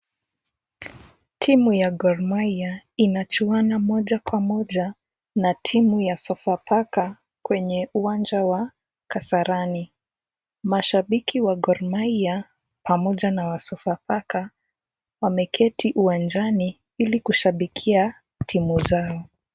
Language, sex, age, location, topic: Swahili, female, 18-24, Kisumu, government